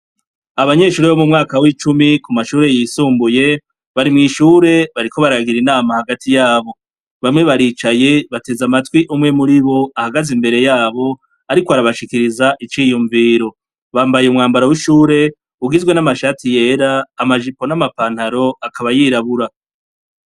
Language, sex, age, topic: Rundi, male, 36-49, education